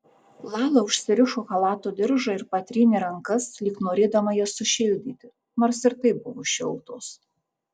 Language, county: Lithuanian, Tauragė